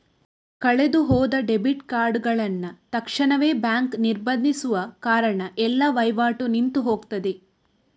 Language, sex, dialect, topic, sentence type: Kannada, female, Coastal/Dakshin, banking, statement